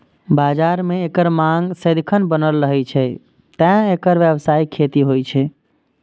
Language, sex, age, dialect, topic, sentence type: Maithili, male, 25-30, Eastern / Thethi, agriculture, statement